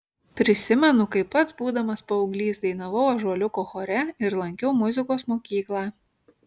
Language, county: Lithuanian, Kaunas